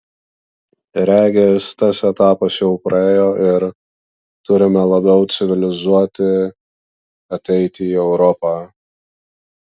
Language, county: Lithuanian, Vilnius